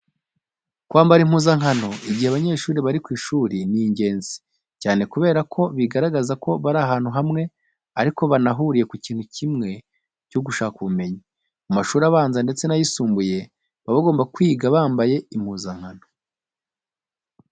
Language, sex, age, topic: Kinyarwanda, male, 25-35, education